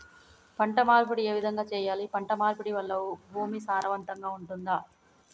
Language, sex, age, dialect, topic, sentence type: Telugu, female, 18-24, Telangana, agriculture, question